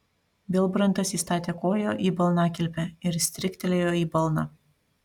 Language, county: Lithuanian, Panevėžys